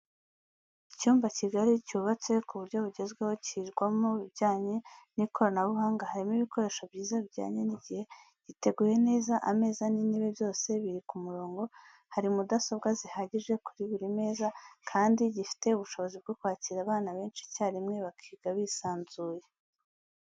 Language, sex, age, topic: Kinyarwanda, female, 18-24, education